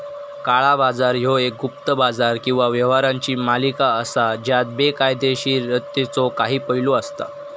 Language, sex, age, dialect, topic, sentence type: Marathi, male, 18-24, Southern Konkan, banking, statement